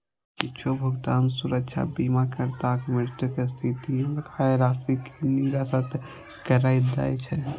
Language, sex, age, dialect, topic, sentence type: Maithili, male, 18-24, Eastern / Thethi, banking, statement